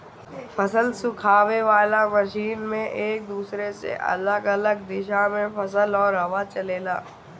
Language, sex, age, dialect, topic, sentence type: Bhojpuri, male, 60-100, Northern, agriculture, statement